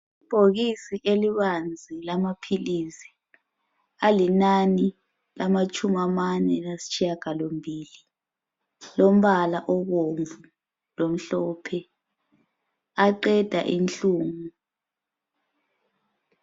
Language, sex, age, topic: North Ndebele, female, 25-35, health